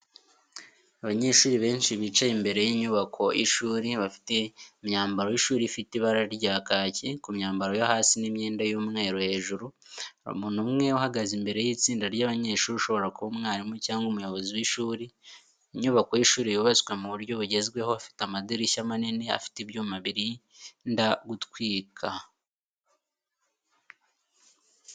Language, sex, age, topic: Kinyarwanda, male, 18-24, education